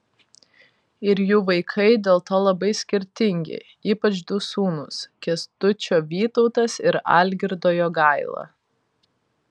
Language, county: Lithuanian, Vilnius